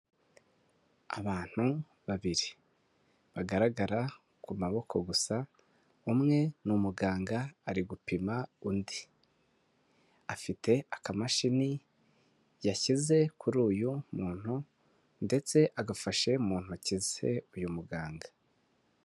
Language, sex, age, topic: Kinyarwanda, male, 18-24, finance